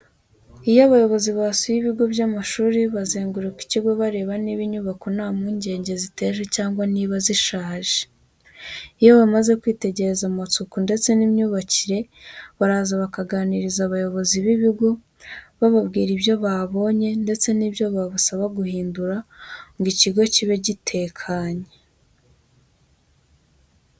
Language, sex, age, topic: Kinyarwanda, female, 18-24, education